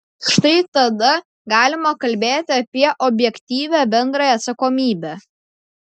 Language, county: Lithuanian, Klaipėda